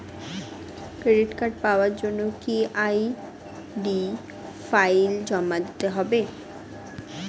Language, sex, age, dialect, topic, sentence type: Bengali, female, 60-100, Standard Colloquial, banking, question